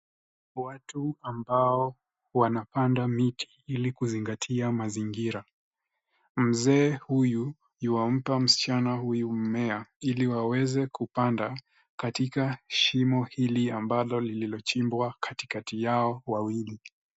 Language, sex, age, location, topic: Swahili, male, 18-24, Nairobi, government